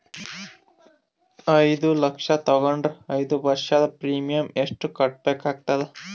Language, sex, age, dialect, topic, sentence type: Kannada, male, 25-30, Northeastern, banking, question